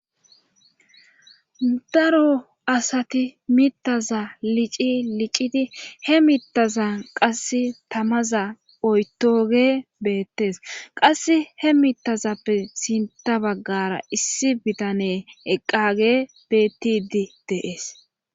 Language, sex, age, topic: Gamo, female, 25-35, government